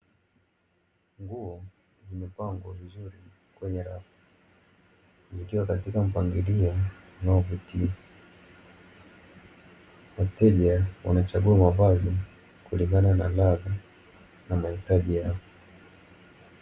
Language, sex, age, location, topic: Swahili, male, 18-24, Dar es Salaam, finance